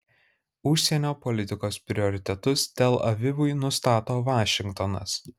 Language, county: Lithuanian, Kaunas